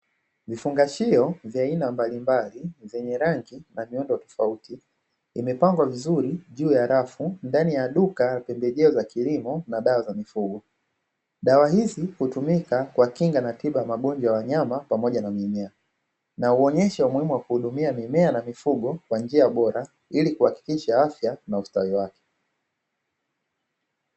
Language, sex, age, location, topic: Swahili, male, 25-35, Dar es Salaam, agriculture